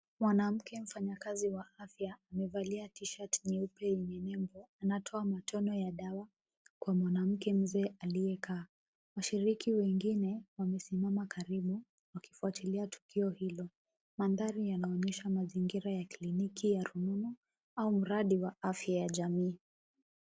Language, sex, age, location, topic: Swahili, female, 18-24, Kisumu, health